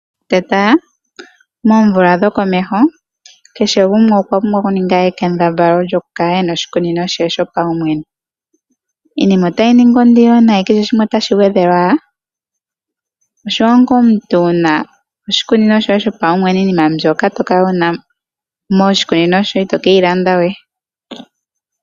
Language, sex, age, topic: Oshiwambo, female, 18-24, agriculture